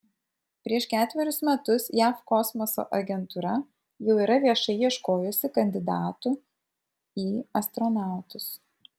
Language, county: Lithuanian, Vilnius